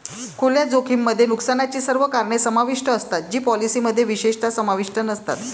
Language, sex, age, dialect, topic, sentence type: Marathi, female, 56-60, Varhadi, banking, statement